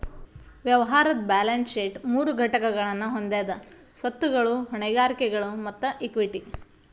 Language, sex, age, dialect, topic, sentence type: Kannada, female, 31-35, Dharwad Kannada, banking, statement